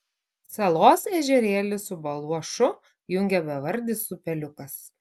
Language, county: Lithuanian, Klaipėda